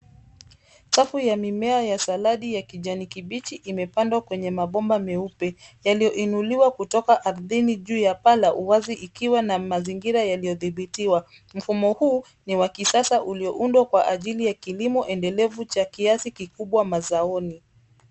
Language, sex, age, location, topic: Swahili, female, 25-35, Nairobi, agriculture